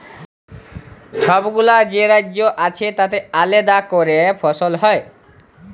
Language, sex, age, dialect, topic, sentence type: Bengali, male, 18-24, Jharkhandi, agriculture, statement